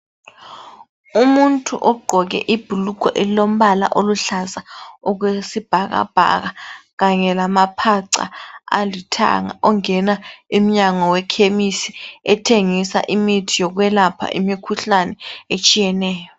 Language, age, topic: North Ndebele, 36-49, health